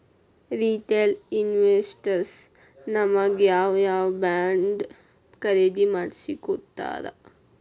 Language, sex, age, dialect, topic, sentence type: Kannada, female, 18-24, Dharwad Kannada, banking, statement